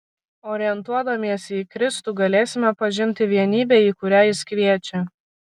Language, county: Lithuanian, Kaunas